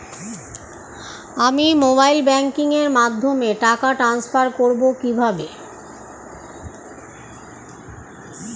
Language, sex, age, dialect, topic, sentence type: Bengali, female, 51-55, Standard Colloquial, banking, question